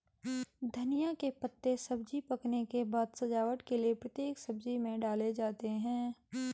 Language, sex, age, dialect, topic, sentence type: Hindi, male, 31-35, Garhwali, agriculture, statement